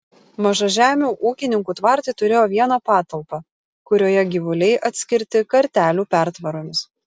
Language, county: Lithuanian, Kaunas